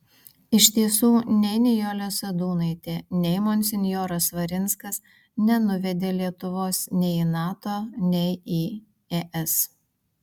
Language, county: Lithuanian, Vilnius